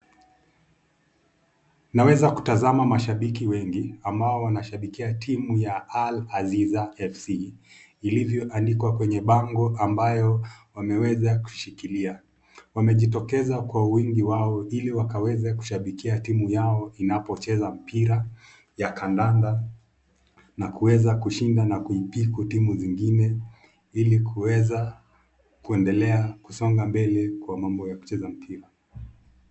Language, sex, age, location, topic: Swahili, male, 25-35, Nakuru, government